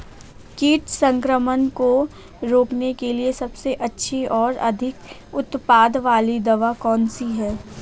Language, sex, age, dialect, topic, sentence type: Hindi, female, 18-24, Awadhi Bundeli, agriculture, question